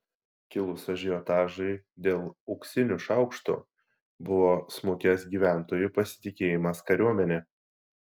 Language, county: Lithuanian, Šiauliai